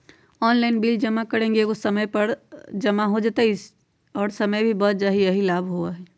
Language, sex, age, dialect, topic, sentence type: Magahi, female, 18-24, Western, banking, question